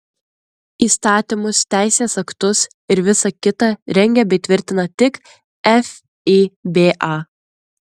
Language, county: Lithuanian, Klaipėda